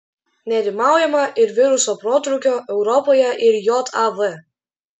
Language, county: Lithuanian, Klaipėda